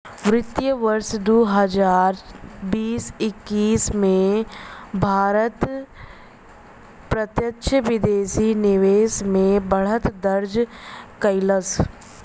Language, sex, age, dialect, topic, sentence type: Bhojpuri, female, 25-30, Western, banking, statement